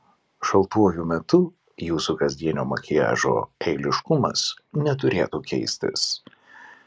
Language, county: Lithuanian, Kaunas